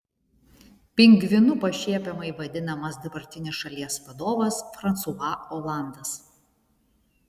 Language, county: Lithuanian, Šiauliai